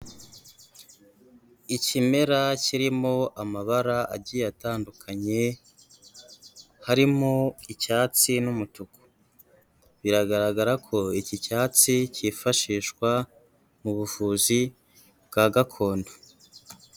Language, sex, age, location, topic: Kinyarwanda, female, 36-49, Huye, health